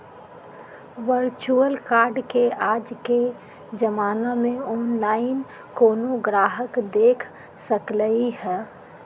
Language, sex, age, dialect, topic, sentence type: Magahi, female, 36-40, Western, banking, statement